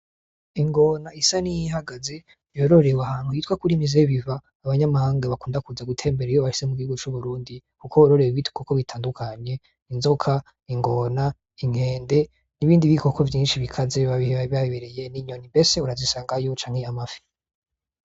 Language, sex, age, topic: Rundi, male, 25-35, agriculture